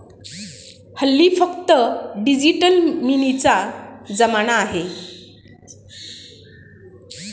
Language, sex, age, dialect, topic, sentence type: Marathi, female, 36-40, Standard Marathi, banking, statement